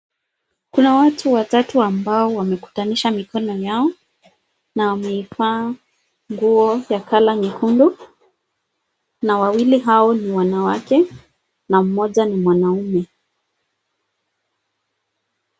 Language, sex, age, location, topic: Swahili, female, 25-35, Nakuru, government